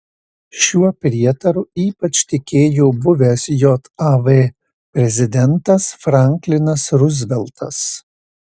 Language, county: Lithuanian, Marijampolė